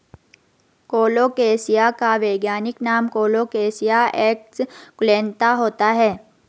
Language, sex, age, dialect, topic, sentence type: Hindi, female, 56-60, Garhwali, agriculture, statement